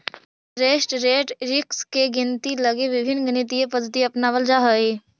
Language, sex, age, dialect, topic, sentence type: Magahi, female, 25-30, Central/Standard, agriculture, statement